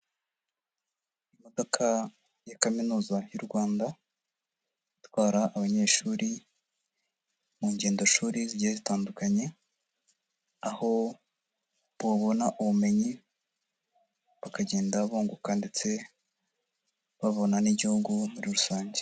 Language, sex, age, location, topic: Kinyarwanda, female, 25-35, Huye, education